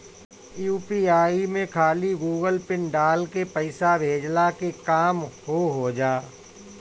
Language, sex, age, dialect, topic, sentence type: Bhojpuri, male, 36-40, Northern, banking, statement